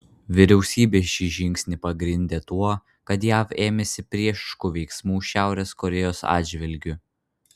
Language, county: Lithuanian, Vilnius